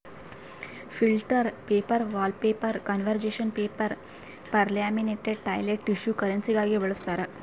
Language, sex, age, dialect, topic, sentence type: Kannada, female, 25-30, Central, agriculture, statement